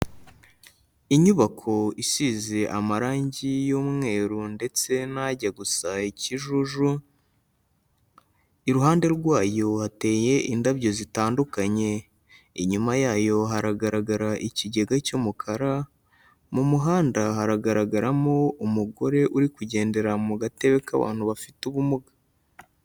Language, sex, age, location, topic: Kinyarwanda, male, 25-35, Kigali, health